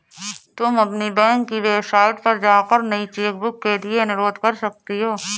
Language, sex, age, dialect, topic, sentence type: Hindi, female, 31-35, Awadhi Bundeli, banking, statement